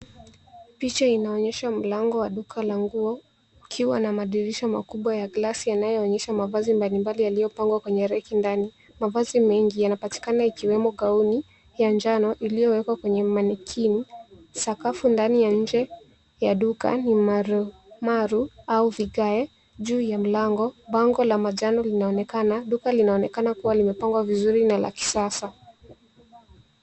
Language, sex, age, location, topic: Swahili, female, 18-24, Nairobi, finance